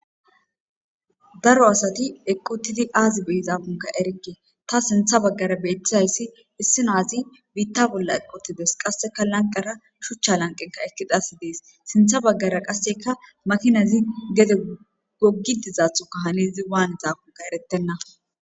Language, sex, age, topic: Gamo, female, 25-35, government